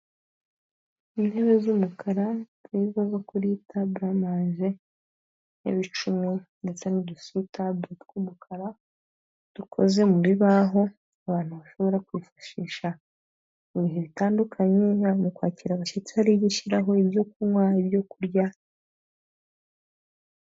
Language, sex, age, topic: Kinyarwanda, female, 18-24, finance